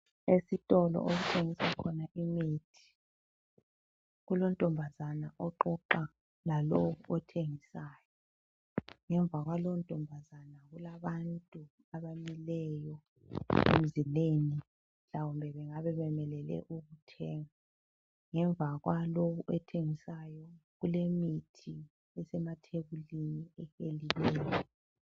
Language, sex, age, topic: North Ndebele, female, 36-49, health